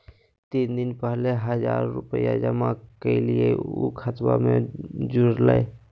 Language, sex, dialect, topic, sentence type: Magahi, male, Southern, banking, question